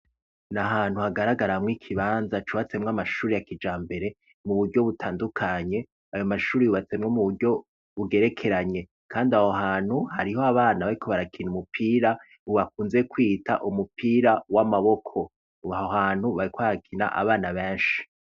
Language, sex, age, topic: Rundi, male, 36-49, education